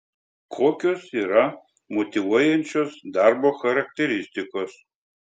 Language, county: Lithuanian, Telšiai